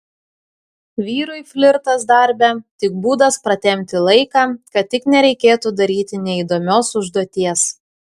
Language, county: Lithuanian, Klaipėda